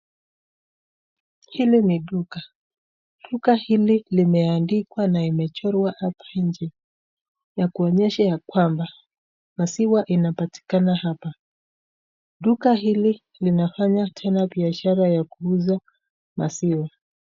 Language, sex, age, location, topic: Swahili, female, 36-49, Nakuru, finance